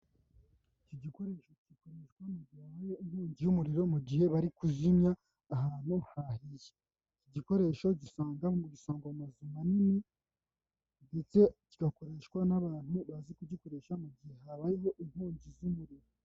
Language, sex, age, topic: Kinyarwanda, male, 18-24, government